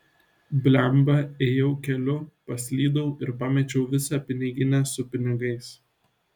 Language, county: Lithuanian, Šiauliai